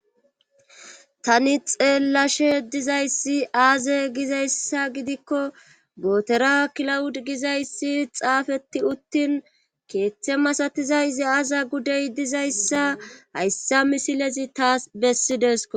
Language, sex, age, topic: Gamo, female, 25-35, government